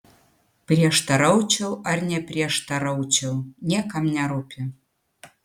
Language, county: Lithuanian, Utena